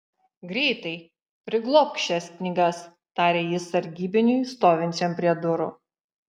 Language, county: Lithuanian, Šiauliai